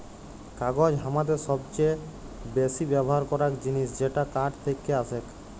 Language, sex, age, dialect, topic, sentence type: Bengali, male, 25-30, Jharkhandi, agriculture, statement